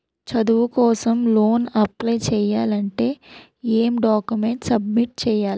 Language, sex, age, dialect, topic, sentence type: Telugu, female, 18-24, Utterandhra, banking, question